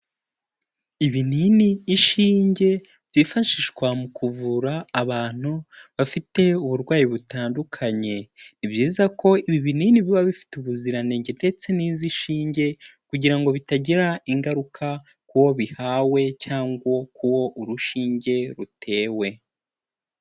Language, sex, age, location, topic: Kinyarwanda, male, 18-24, Kigali, health